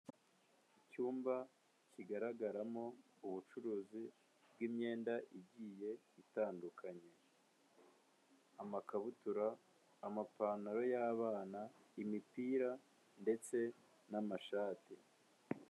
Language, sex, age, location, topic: Kinyarwanda, male, 18-24, Kigali, finance